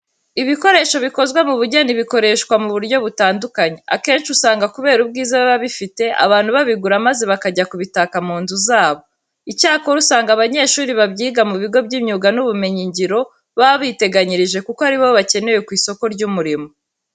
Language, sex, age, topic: Kinyarwanda, female, 18-24, education